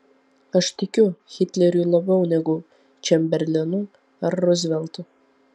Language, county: Lithuanian, Vilnius